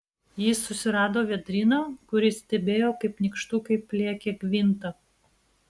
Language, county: Lithuanian, Vilnius